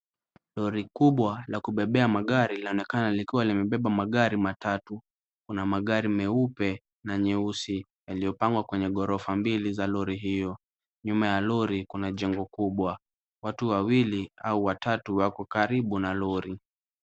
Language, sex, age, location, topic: Swahili, male, 36-49, Kisumu, finance